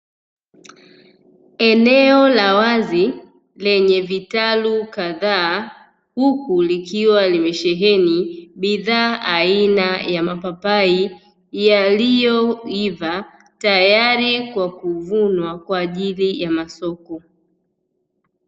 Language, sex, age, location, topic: Swahili, female, 25-35, Dar es Salaam, agriculture